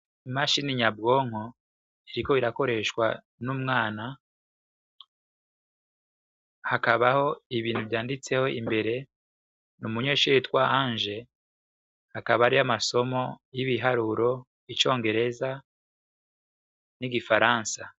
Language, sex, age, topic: Rundi, male, 25-35, education